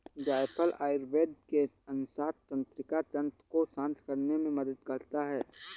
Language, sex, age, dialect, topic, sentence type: Hindi, male, 31-35, Awadhi Bundeli, agriculture, statement